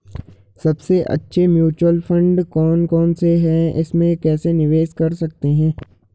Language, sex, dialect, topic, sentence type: Hindi, male, Garhwali, banking, question